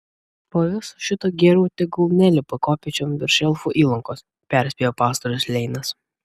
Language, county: Lithuanian, Vilnius